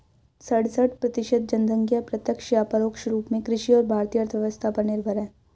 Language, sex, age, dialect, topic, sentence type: Hindi, female, 56-60, Hindustani Malvi Khadi Boli, agriculture, statement